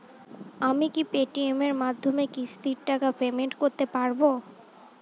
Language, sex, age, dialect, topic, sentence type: Bengali, female, 18-24, Standard Colloquial, banking, question